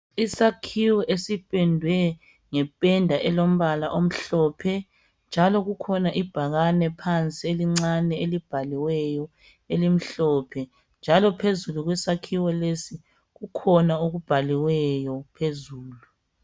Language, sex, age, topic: North Ndebele, female, 25-35, health